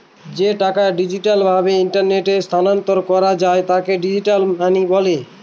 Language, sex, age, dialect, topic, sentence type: Bengali, male, 41-45, Northern/Varendri, banking, statement